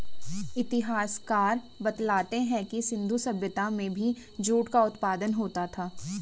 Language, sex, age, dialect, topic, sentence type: Hindi, female, 25-30, Garhwali, agriculture, statement